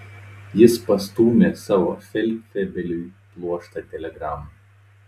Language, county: Lithuanian, Telšiai